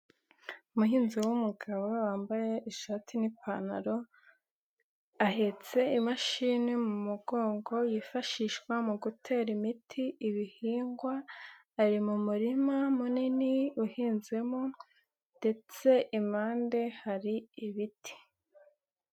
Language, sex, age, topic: Kinyarwanda, female, 18-24, agriculture